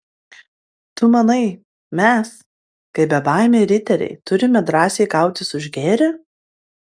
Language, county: Lithuanian, Klaipėda